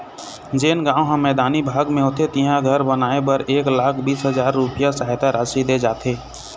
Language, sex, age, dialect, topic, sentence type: Chhattisgarhi, male, 25-30, Eastern, banking, statement